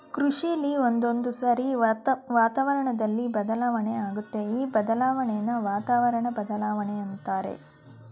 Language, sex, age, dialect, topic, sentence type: Kannada, female, 31-35, Mysore Kannada, agriculture, statement